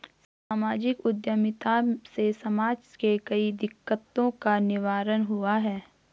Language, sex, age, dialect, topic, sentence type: Hindi, female, 41-45, Garhwali, banking, statement